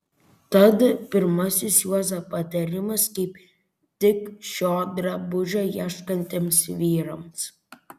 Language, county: Lithuanian, Kaunas